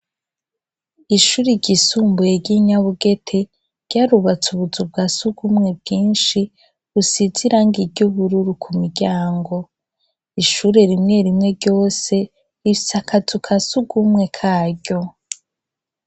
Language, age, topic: Rundi, 25-35, education